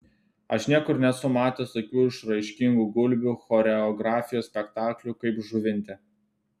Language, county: Lithuanian, Telšiai